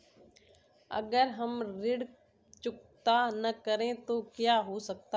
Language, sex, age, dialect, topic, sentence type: Hindi, female, 25-30, Kanauji Braj Bhasha, banking, question